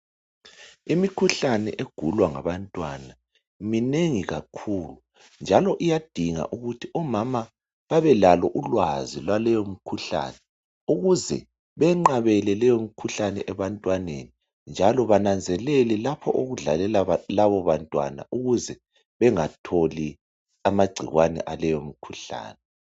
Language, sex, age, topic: North Ndebele, male, 36-49, health